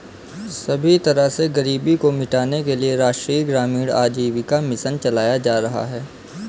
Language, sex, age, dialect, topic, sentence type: Hindi, male, 18-24, Kanauji Braj Bhasha, banking, statement